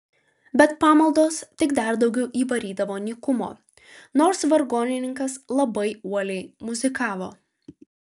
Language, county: Lithuanian, Vilnius